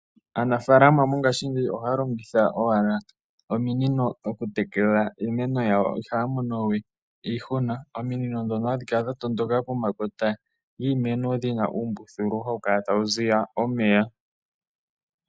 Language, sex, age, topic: Oshiwambo, male, 18-24, agriculture